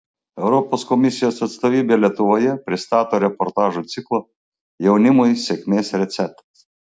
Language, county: Lithuanian, Klaipėda